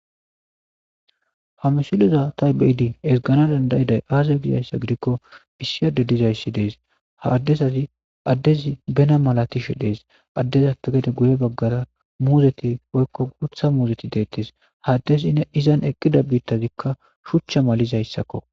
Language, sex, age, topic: Gamo, male, 25-35, agriculture